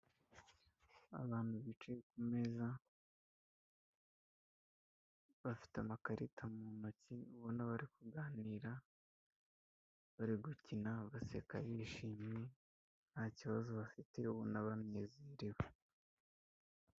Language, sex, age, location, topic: Kinyarwanda, male, 25-35, Kigali, health